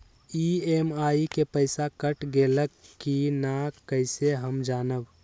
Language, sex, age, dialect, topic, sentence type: Magahi, male, 18-24, Western, banking, question